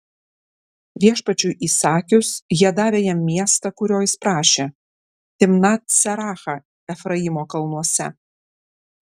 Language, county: Lithuanian, Klaipėda